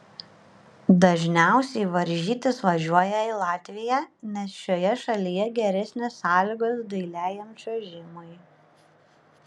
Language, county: Lithuanian, Panevėžys